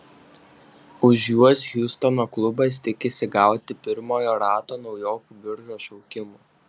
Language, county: Lithuanian, Šiauliai